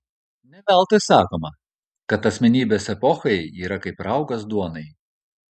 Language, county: Lithuanian, Kaunas